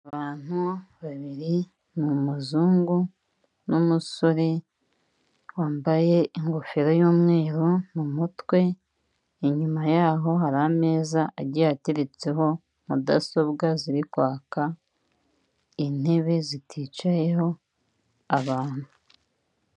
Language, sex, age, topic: Kinyarwanda, female, 36-49, government